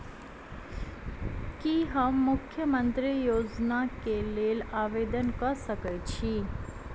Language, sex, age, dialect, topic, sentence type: Maithili, female, 25-30, Southern/Standard, banking, question